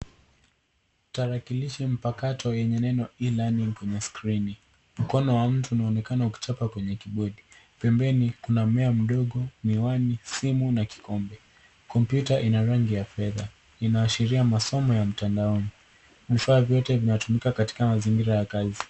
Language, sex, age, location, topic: Swahili, female, 18-24, Nairobi, education